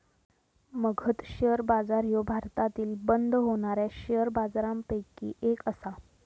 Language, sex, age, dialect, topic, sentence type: Marathi, female, 18-24, Southern Konkan, banking, statement